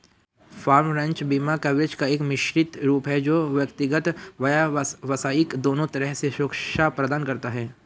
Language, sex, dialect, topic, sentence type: Hindi, male, Hindustani Malvi Khadi Boli, agriculture, statement